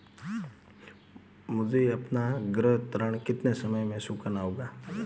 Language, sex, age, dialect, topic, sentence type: Hindi, male, 25-30, Marwari Dhudhari, banking, question